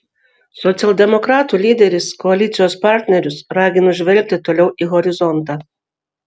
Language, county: Lithuanian, Vilnius